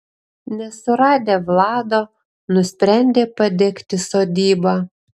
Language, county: Lithuanian, Panevėžys